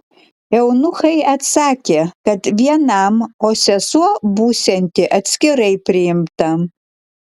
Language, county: Lithuanian, Klaipėda